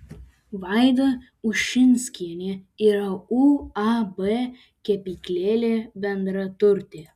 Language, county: Lithuanian, Alytus